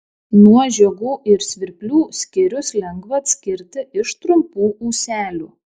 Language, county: Lithuanian, Šiauliai